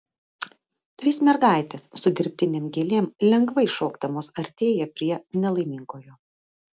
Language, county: Lithuanian, Vilnius